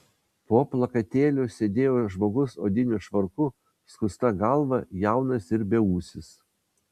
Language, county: Lithuanian, Vilnius